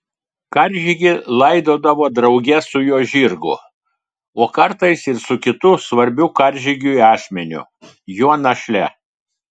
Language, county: Lithuanian, Telšiai